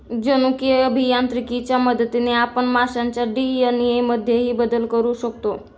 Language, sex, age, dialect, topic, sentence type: Marathi, female, 18-24, Standard Marathi, agriculture, statement